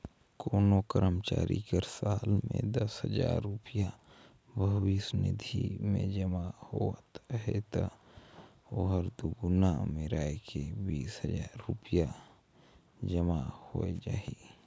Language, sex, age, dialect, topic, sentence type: Chhattisgarhi, male, 18-24, Northern/Bhandar, banking, statement